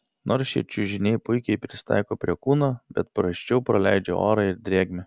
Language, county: Lithuanian, Vilnius